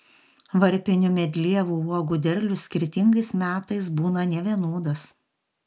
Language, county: Lithuanian, Panevėžys